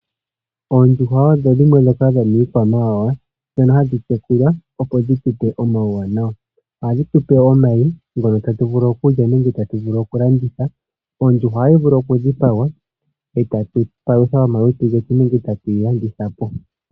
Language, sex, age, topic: Oshiwambo, male, 25-35, agriculture